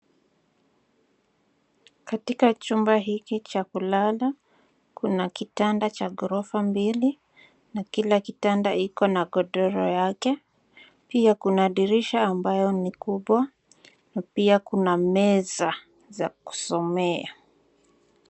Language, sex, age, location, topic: Swahili, female, 25-35, Nairobi, education